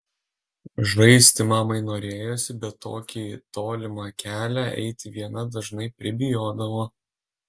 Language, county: Lithuanian, Alytus